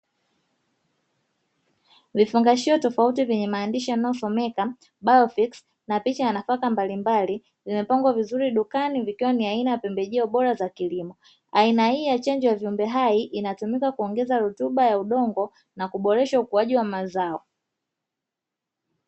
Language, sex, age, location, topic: Swahili, female, 25-35, Dar es Salaam, agriculture